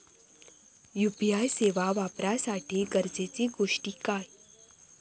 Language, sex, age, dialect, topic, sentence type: Marathi, female, 25-30, Southern Konkan, banking, question